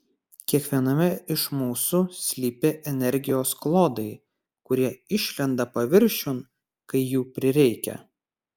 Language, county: Lithuanian, Kaunas